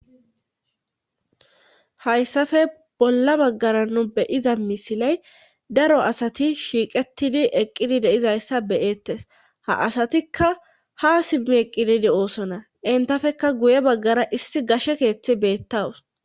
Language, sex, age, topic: Gamo, female, 25-35, government